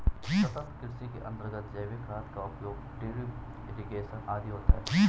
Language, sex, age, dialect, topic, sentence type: Hindi, male, 18-24, Garhwali, agriculture, statement